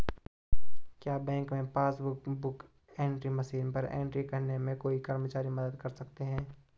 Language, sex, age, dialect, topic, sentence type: Hindi, male, 18-24, Garhwali, banking, question